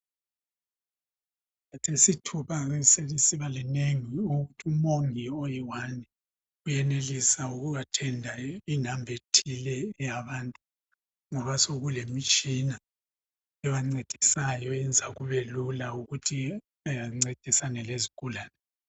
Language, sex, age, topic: North Ndebele, male, 50+, health